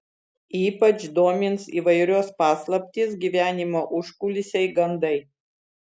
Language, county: Lithuanian, Vilnius